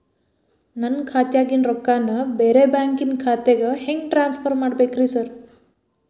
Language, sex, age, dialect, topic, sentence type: Kannada, female, 18-24, Dharwad Kannada, banking, question